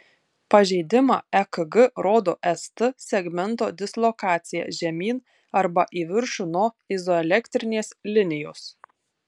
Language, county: Lithuanian, Tauragė